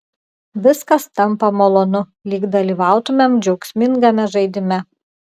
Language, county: Lithuanian, Klaipėda